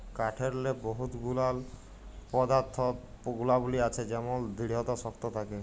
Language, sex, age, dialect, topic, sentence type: Bengali, male, 18-24, Jharkhandi, agriculture, statement